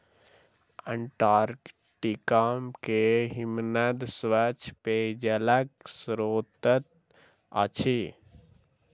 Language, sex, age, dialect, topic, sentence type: Maithili, male, 60-100, Southern/Standard, agriculture, statement